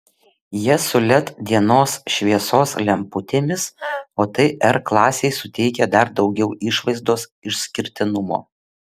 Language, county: Lithuanian, Vilnius